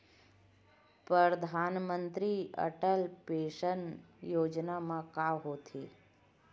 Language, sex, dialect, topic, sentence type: Chhattisgarhi, female, Western/Budati/Khatahi, banking, question